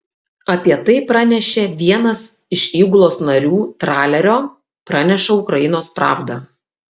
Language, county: Lithuanian, Kaunas